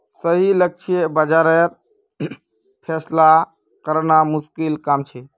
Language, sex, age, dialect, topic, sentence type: Magahi, male, 60-100, Northeastern/Surjapuri, banking, statement